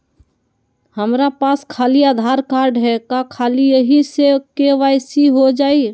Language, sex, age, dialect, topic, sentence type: Magahi, male, 18-24, Western, banking, question